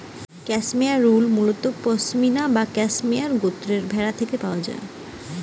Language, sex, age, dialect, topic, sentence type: Bengali, female, 25-30, Western, agriculture, statement